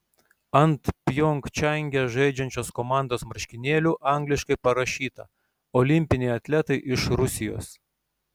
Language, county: Lithuanian, Šiauliai